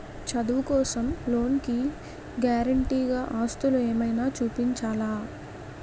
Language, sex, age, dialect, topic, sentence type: Telugu, female, 18-24, Utterandhra, banking, question